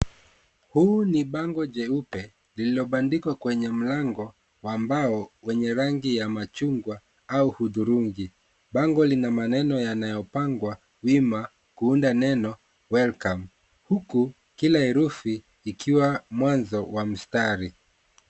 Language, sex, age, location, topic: Swahili, male, 36-49, Kisumu, education